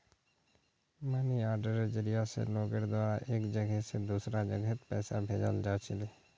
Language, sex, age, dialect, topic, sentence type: Magahi, male, 36-40, Northeastern/Surjapuri, banking, statement